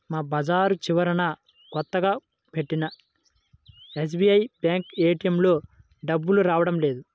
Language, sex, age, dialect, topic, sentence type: Telugu, male, 56-60, Central/Coastal, banking, statement